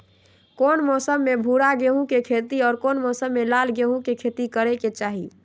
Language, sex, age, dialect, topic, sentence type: Magahi, female, 18-24, Western, agriculture, question